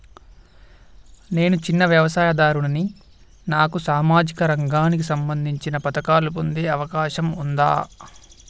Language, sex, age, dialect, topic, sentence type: Telugu, male, 18-24, Telangana, banking, question